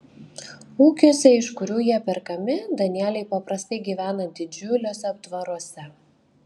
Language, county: Lithuanian, Kaunas